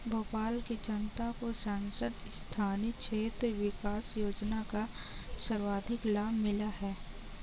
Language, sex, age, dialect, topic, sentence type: Hindi, female, 18-24, Kanauji Braj Bhasha, banking, statement